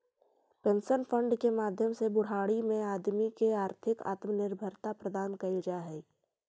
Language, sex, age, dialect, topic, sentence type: Magahi, female, 18-24, Central/Standard, agriculture, statement